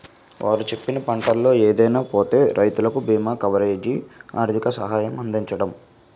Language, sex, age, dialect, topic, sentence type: Telugu, male, 18-24, Utterandhra, agriculture, statement